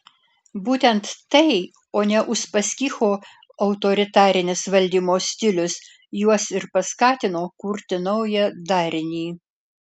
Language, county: Lithuanian, Alytus